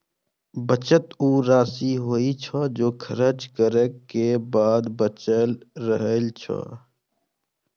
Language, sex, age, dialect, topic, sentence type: Maithili, male, 25-30, Eastern / Thethi, banking, statement